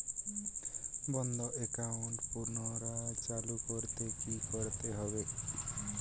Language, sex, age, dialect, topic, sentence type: Bengali, male, 18-24, Western, banking, question